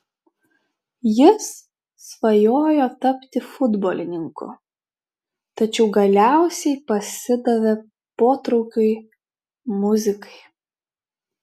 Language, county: Lithuanian, Šiauliai